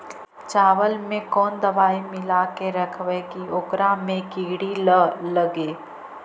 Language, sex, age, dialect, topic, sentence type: Magahi, female, 25-30, Central/Standard, agriculture, question